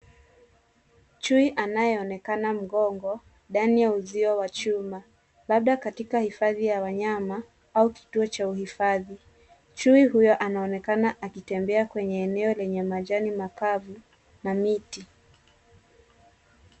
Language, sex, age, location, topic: Swahili, female, 18-24, Nairobi, government